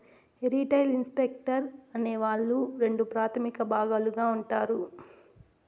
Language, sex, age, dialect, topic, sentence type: Telugu, female, 18-24, Southern, banking, statement